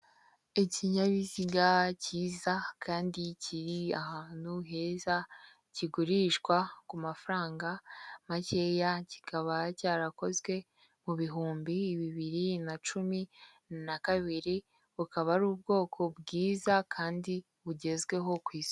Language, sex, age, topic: Kinyarwanda, female, 25-35, finance